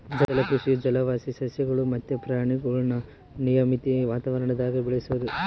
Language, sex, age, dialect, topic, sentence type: Kannada, male, 18-24, Central, agriculture, statement